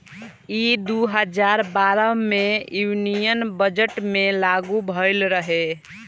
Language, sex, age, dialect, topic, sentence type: Bhojpuri, male, <18, Southern / Standard, agriculture, statement